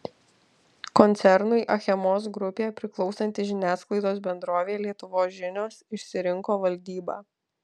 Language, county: Lithuanian, Alytus